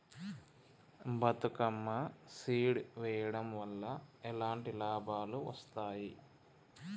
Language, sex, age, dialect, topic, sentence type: Telugu, male, 25-30, Telangana, agriculture, question